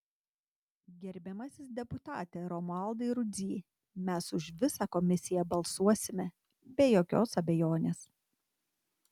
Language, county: Lithuanian, Tauragė